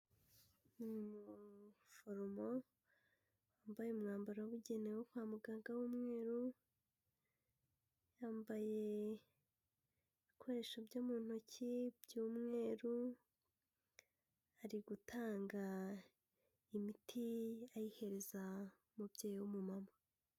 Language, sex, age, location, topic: Kinyarwanda, female, 18-24, Kigali, health